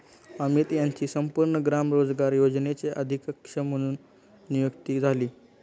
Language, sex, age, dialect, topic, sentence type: Marathi, male, 18-24, Standard Marathi, banking, statement